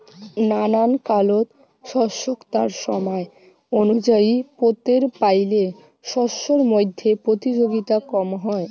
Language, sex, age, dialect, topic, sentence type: Bengali, female, 18-24, Rajbangshi, agriculture, statement